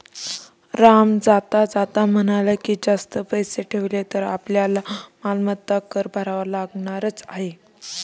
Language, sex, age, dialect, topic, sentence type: Marathi, female, 18-24, Standard Marathi, banking, statement